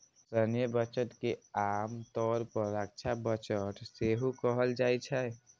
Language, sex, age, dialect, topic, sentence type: Maithili, male, 18-24, Eastern / Thethi, banking, statement